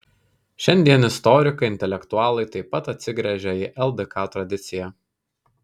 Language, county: Lithuanian, Kaunas